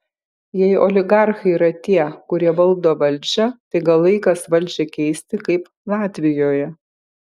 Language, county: Lithuanian, Kaunas